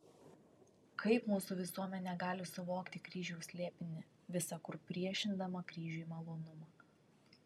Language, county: Lithuanian, Vilnius